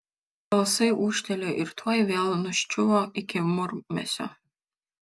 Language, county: Lithuanian, Kaunas